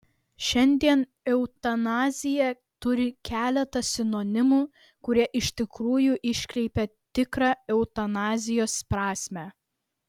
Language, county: Lithuanian, Vilnius